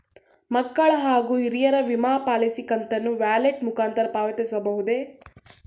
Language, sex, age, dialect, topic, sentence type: Kannada, female, 18-24, Mysore Kannada, banking, question